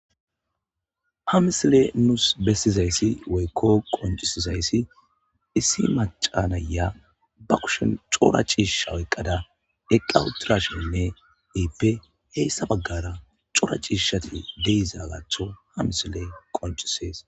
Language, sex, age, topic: Gamo, male, 25-35, agriculture